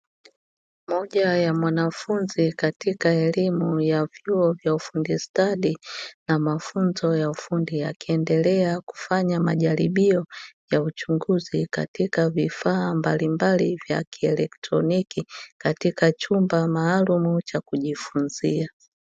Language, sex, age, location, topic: Swahili, female, 36-49, Dar es Salaam, education